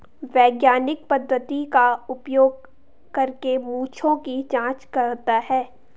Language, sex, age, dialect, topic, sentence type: Hindi, female, 18-24, Garhwali, banking, statement